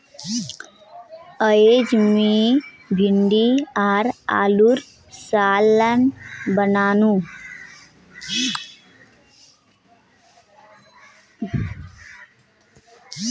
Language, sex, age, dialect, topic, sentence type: Magahi, female, 18-24, Northeastern/Surjapuri, agriculture, statement